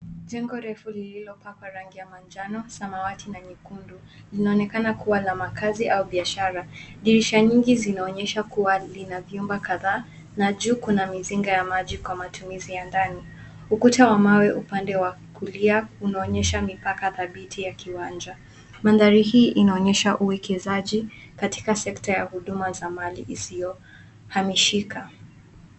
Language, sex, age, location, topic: Swahili, female, 18-24, Nairobi, finance